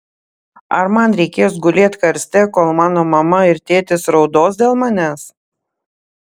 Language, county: Lithuanian, Panevėžys